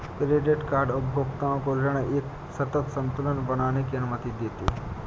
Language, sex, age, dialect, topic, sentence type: Hindi, male, 60-100, Awadhi Bundeli, banking, statement